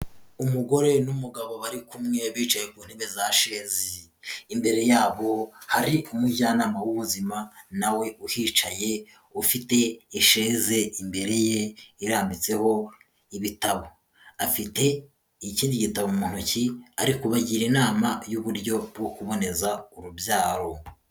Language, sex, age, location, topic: Kinyarwanda, male, 18-24, Huye, health